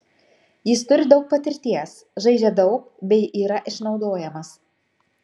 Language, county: Lithuanian, Kaunas